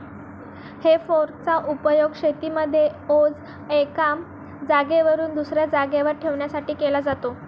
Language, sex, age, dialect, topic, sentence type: Marathi, female, 18-24, Northern Konkan, agriculture, statement